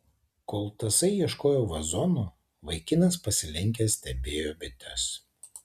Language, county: Lithuanian, Tauragė